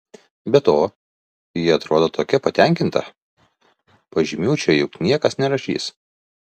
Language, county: Lithuanian, Vilnius